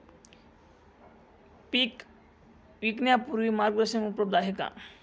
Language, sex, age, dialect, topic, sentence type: Marathi, male, 25-30, Northern Konkan, agriculture, question